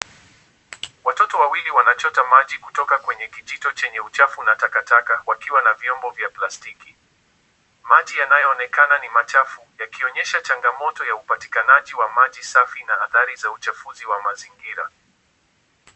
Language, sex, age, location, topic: Swahili, male, 18-24, Kisumu, health